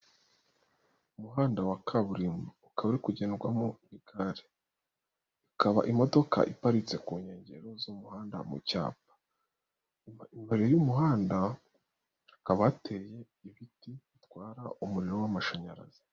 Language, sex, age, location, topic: Kinyarwanda, female, 36-49, Nyagatare, government